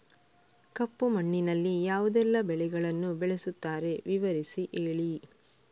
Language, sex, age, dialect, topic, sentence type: Kannada, female, 31-35, Coastal/Dakshin, agriculture, question